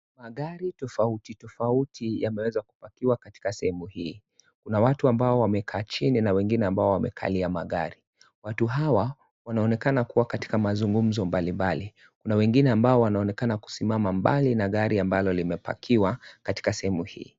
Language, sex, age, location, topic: Swahili, male, 25-35, Kisii, finance